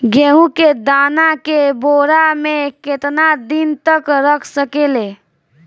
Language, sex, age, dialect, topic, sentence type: Bhojpuri, female, 18-24, Southern / Standard, agriculture, question